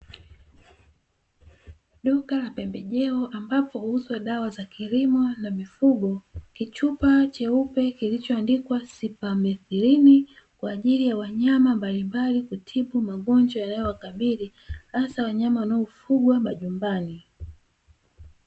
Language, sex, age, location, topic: Swahili, female, 36-49, Dar es Salaam, agriculture